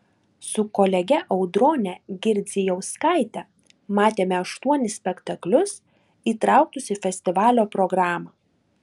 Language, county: Lithuanian, Klaipėda